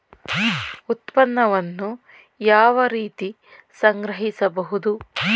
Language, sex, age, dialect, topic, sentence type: Kannada, female, 31-35, Mysore Kannada, agriculture, question